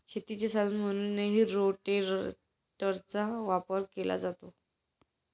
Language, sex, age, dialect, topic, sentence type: Marathi, female, 18-24, Standard Marathi, agriculture, statement